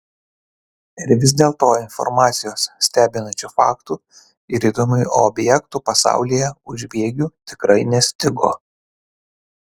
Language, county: Lithuanian, Kaunas